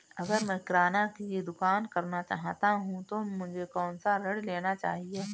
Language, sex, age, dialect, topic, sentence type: Hindi, female, 31-35, Marwari Dhudhari, banking, question